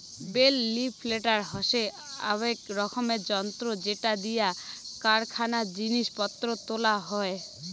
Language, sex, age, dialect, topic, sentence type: Bengali, female, 18-24, Rajbangshi, agriculture, statement